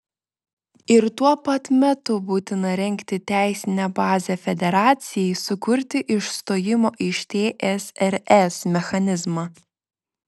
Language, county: Lithuanian, Vilnius